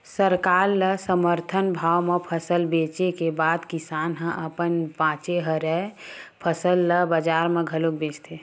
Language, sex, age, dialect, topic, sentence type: Chhattisgarhi, female, 18-24, Western/Budati/Khatahi, agriculture, statement